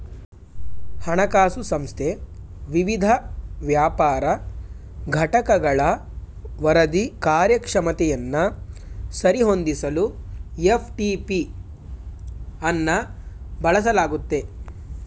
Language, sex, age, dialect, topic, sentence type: Kannada, male, 18-24, Mysore Kannada, banking, statement